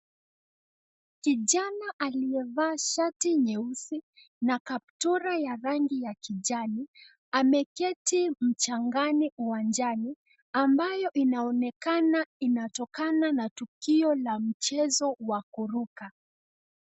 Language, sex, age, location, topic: Swahili, female, 18-24, Nakuru, education